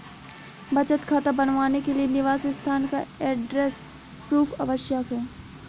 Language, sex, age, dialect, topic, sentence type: Hindi, female, 56-60, Awadhi Bundeli, banking, statement